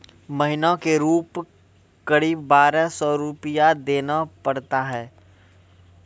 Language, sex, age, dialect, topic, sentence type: Maithili, male, 46-50, Angika, banking, question